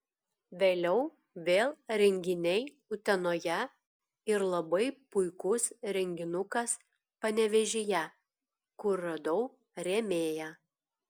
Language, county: Lithuanian, Klaipėda